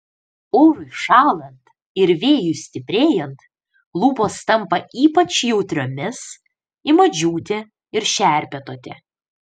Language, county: Lithuanian, Panevėžys